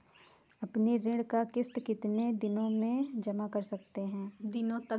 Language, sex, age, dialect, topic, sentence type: Hindi, female, 25-30, Awadhi Bundeli, banking, question